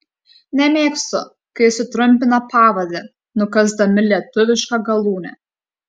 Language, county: Lithuanian, Kaunas